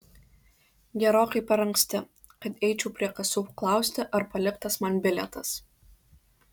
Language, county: Lithuanian, Kaunas